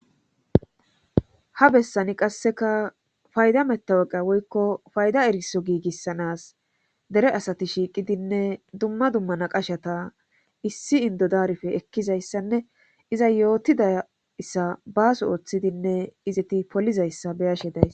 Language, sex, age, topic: Gamo, male, 18-24, government